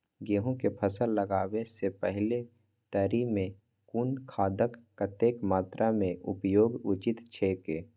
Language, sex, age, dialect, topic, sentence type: Maithili, male, 25-30, Eastern / Thethi, agriculture, question